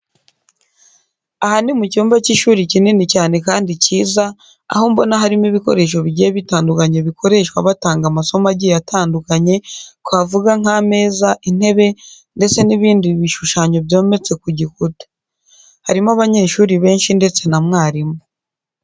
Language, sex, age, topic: Kinyarwanda, female, 18-24, education